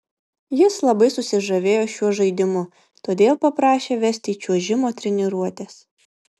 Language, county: Lithuanian, Vilnius